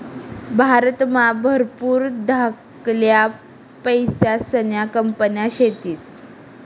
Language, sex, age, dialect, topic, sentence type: Marathi, female, 18-24, Northern Konkan, banking, statement